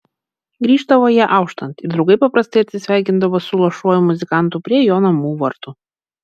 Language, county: Lithuanian, Vilnius